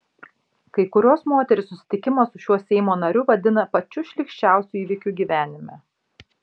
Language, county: Lithuanian, Šiauliai